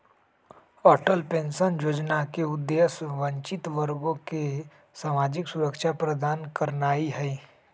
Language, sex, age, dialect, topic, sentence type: Magahi, male, 18-24, Western, banking, statement